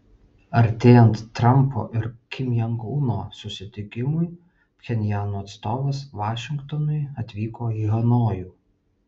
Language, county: Lithuanian, Vilnius